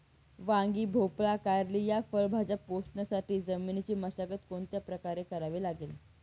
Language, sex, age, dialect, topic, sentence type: Marathi, female, 18-24, Northern Konkan, agriculture, question